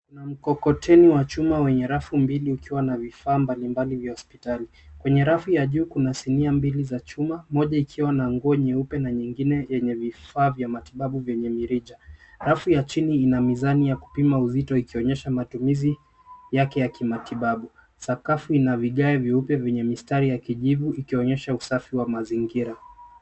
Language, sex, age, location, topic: Swahili, male, 25-35, Nairobi, health